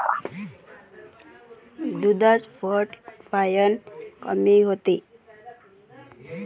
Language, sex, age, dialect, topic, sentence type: Marathi, male, 25-30, Varhadi, agriculture, question